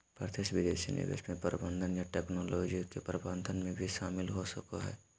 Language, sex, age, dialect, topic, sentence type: Magahi, male, 18-24, Southern, banking, statement